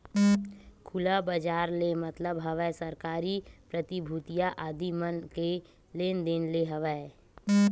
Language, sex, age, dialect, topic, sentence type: Chhattisgarhi, female, 25-30, Western/Budati/Khatahi, banking, statement